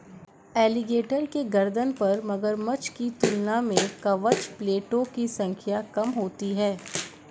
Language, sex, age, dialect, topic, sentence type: Hindi, female, 56-60, Marwari Dhudhari, agriculture, statement